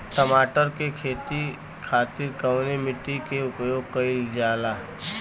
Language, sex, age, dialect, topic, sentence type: Bhojpuri, male, 36-40, Western, agriculture, question